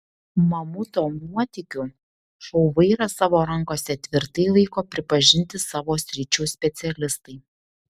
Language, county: Lithuanian, Šiauliai